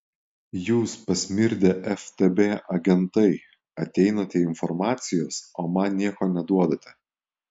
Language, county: Lithuanian, Alytus